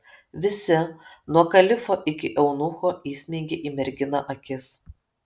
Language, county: Lithuanian, Kaunas